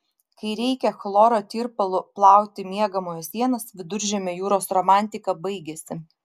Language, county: Lithuanian, Vilnius